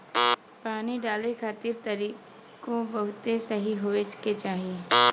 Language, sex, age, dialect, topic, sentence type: Bhojpuri, male, 18-24, Western, agriculture, statement